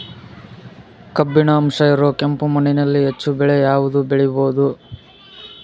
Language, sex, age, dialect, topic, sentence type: Kannada, male, 41-45, Central, agriculture, question